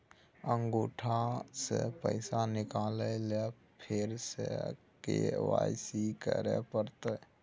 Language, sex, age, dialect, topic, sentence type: Maithili, male, 60-100, Bajjika, banking, question